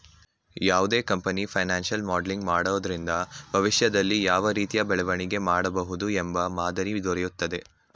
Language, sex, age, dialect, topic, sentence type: Kannada, male, 18-24, Mysore Kannada, banking, statement